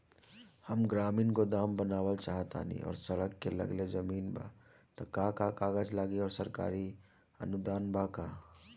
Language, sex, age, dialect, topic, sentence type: Bhojpuri, male, 18-24, Southern / Standard, banking, question